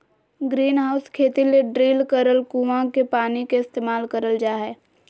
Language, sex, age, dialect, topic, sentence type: Magahi, female, 18-24, Southern, agriculture, statement